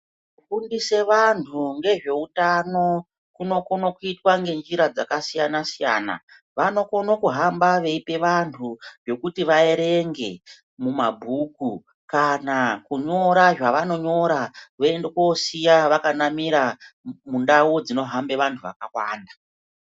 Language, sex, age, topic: Ndau, male, 36-49, health